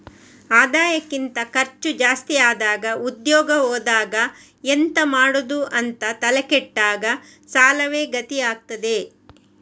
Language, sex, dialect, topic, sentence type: Kannada, female, Coastal/Dakshin, banking, statement